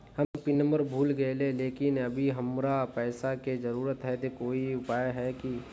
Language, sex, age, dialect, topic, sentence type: Magahi, male, 56-60, Northeastern/Surjapuri, banking, question